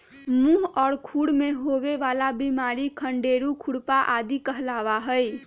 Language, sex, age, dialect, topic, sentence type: Magahi, female, 31-35, Western, agriculture, statement